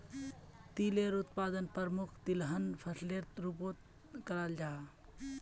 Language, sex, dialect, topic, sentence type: Magahi, male, Northeastern/Surjapuri, agriculture, statement